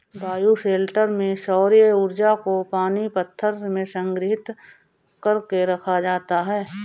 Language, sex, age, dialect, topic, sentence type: Hindi, female, 41-45, Marwari Dhudhari, agriculture, statement